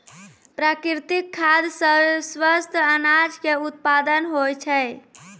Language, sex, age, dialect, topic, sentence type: Maithili, female, 18-24, Angika, agriculture, statement